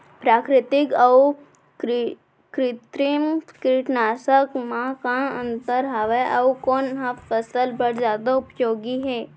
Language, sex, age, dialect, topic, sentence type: Chhattisgarhi, female, 18-24, Central, agriculture, question